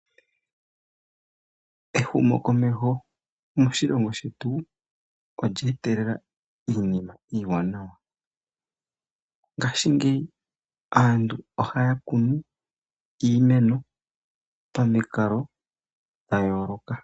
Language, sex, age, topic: Oshiwambo, male, 25-35, agriculture